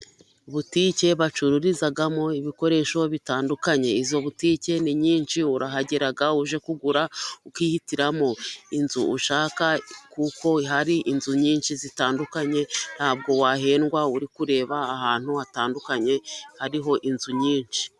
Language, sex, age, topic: Kinyarwanda, female, 36-49, finance